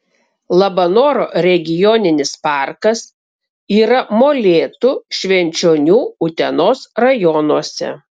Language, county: Lithuanian, Kaunas